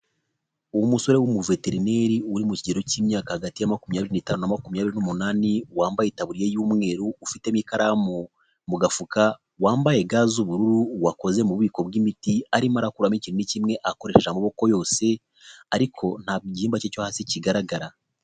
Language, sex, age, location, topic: Kinyarwanda, male, 25-35, Nyagatare, agriculture